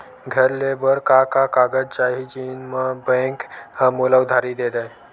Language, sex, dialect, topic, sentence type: Chhattisgarhi, male, Western/Budati/Khatahi, banking, question